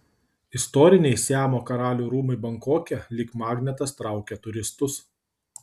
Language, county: Lithuanian, Kaunas